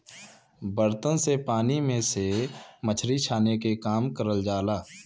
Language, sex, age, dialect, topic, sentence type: Bhojpuri, male, 25-30, Western, agriculture, statement